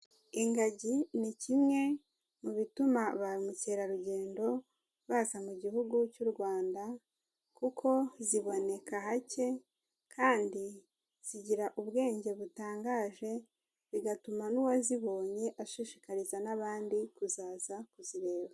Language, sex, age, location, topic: Kinyarwanda, female, 18-24, Kigali, agriculture